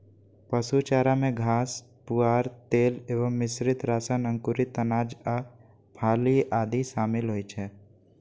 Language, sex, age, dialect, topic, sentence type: Maithili, male, 18-24, Eastern / Thethi, agriculture, statement